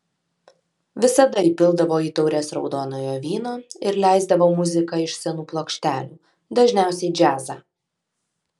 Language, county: Lithuanian, Alytus